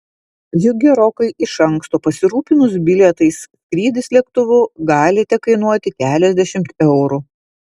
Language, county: Lithuanian, Vilnius